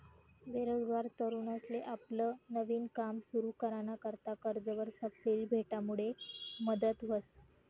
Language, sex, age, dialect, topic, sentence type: Marathi, female, 18-24, Northern Konkan, banking, statement